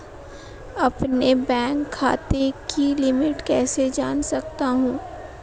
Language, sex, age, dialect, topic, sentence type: Hindi, female, 18-24, Marwari Dhudhari, banking, question